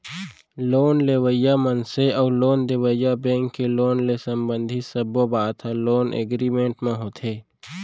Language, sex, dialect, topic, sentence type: Chhattisgarhi, male, Central, banking, statement